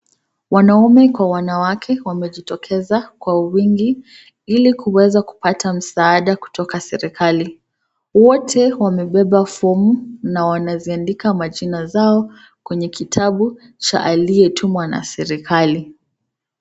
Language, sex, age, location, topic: Swahili, female, 25-35, Nakuru, government